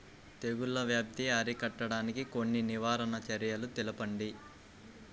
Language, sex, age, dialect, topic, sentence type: Telugu, male, 56-60, Central/Coastal, agriculture, question